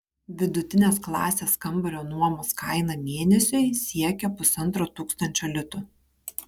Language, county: Lithuanian, Kaunas